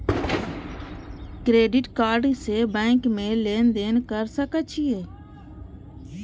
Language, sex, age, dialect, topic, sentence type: Maithili, female, 31-35, Eastern / Thethi, banking, question